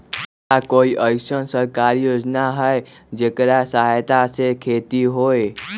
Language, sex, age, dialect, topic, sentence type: Magahi, male, 18-24, Western, agriculture, question